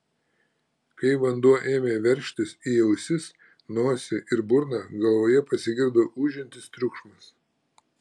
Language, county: Lithuanian, Klaipėda